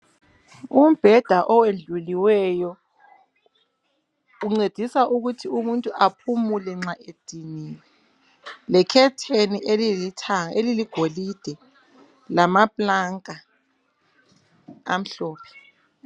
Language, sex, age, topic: North Ndebele, female, 36-49, education